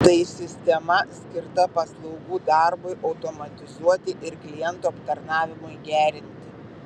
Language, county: Lithuanian, Vilnius